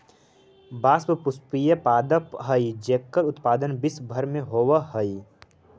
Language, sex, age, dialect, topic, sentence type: Magahi, male, 18-24, Central/Standard, banking, statement